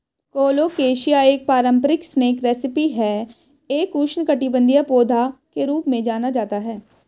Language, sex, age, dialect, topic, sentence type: Hindi, female, 18-24, Marwari Dhudhari, agriculture, statement